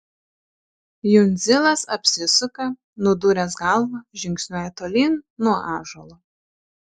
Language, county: Lithuanian, Šiauliai